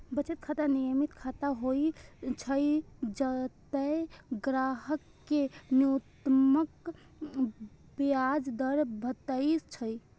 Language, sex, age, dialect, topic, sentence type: Maithili, female, 18-24, Eastern / Thethi, banking, statement